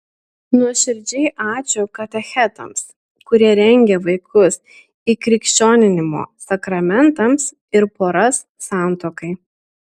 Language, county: Lithuanian, Utena